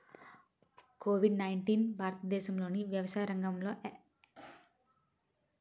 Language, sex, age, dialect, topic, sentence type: Telugu, female, 18-24, Utterandhra, agriculture, question